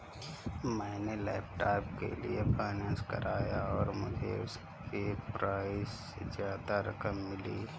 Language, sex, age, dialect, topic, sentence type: Hindi, male, 25-30, Kanauji Braj Bhasha, banking, statement